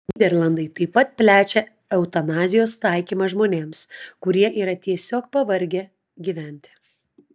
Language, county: Lithuanian, Klaipėda